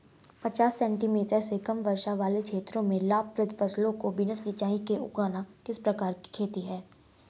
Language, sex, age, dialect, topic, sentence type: Hindi, female, 36-40, Hindustani Malvi Khadi Boli, agriculture, question